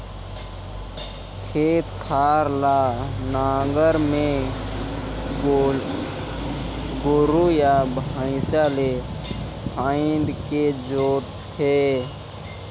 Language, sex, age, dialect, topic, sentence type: Chhattisgarhi, male, 56-60, Northern/Bhandar, agriculture, statement